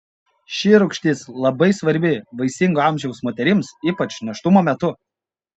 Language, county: Lithuanian, Panevėžys